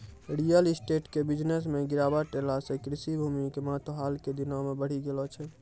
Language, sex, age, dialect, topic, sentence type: Maithili, male, 41-45, Angika, agriculture, statement